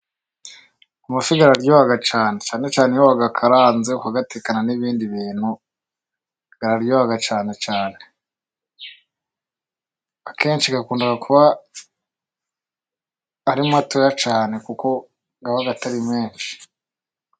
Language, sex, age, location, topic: Kinyarwanda, male, 25-35, Musanze, agriculture